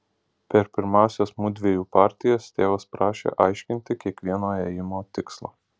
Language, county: Lithuanian, Alytus